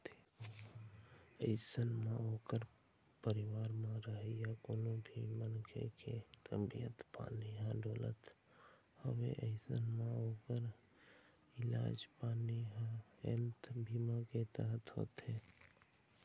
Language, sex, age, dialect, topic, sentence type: Chhattisgarhi, male, 18-24, Eastern, banking, statement